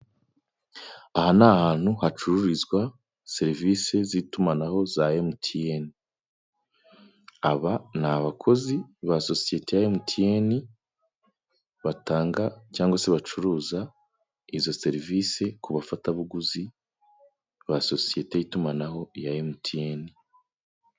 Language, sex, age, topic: Kinyarwanda, male, 25-35, finance